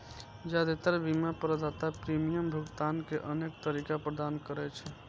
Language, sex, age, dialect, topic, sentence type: Maithili, male, 25-30, Eastern / Thethi, banking, statement